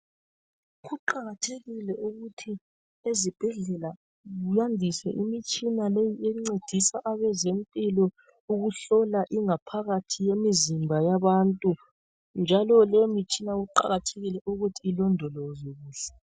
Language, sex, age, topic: North Ndebele, male, 36-49, health